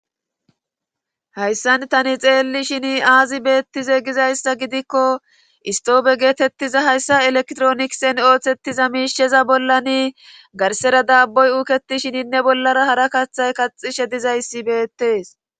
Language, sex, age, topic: Gamo, female, 36-49, government